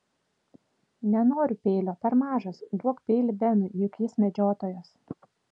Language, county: Lithuanian, Vilnius